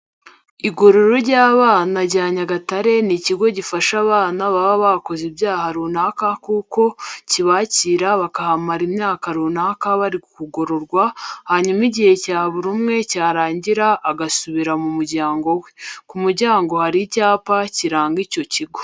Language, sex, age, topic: Kinyarwanda, female, 25-35, education